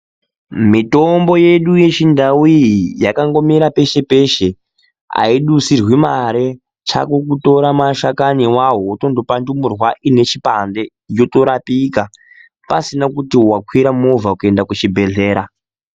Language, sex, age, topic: Ndau, male, 18-24, health